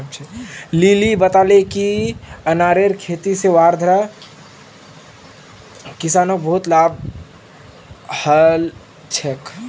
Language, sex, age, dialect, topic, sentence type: Magahi, male, 41-45, Northeastern/Surjapuri, agriculture, statement